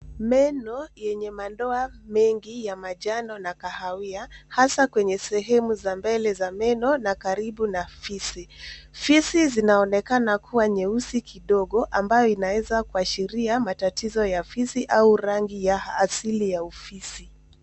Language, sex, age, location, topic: Swahili, female, 25-35, Nairobi, health